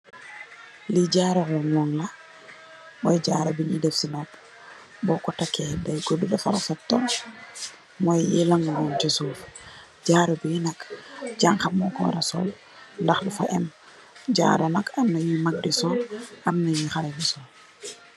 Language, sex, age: Wolof, female, 18-24